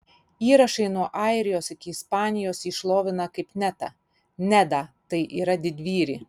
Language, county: Lithuanian, Panevėžys